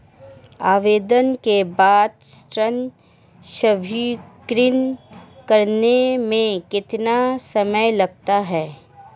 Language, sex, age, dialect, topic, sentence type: Hindi, female, 31-35, Marwari Dhudhari, banking, question